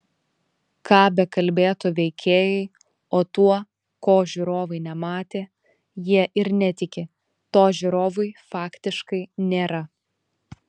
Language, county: Lithuanian, Šiauliai